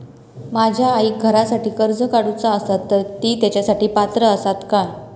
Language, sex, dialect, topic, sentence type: Marathi, female, Southern Konkan, banking, question